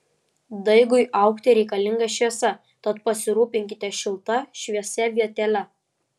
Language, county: Lithuanian, Vilnius